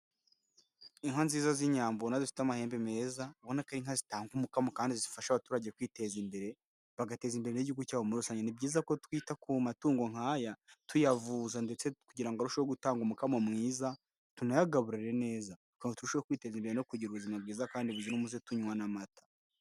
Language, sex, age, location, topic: Kinyarwanda, male, 18-24, Nyagatare, agriculture